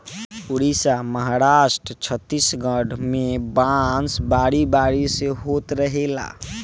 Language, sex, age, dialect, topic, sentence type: Bhojpuri, male, 18-24, Northern, agriculture, statement